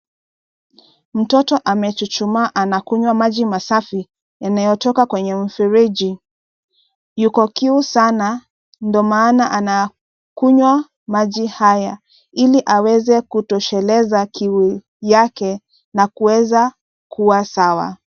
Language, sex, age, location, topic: Swahili, female, 25-35, Nairobi, health